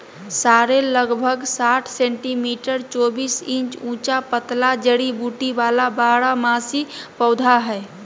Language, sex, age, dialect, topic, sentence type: Magahi, female, 18-24, Southern, agriculture, statement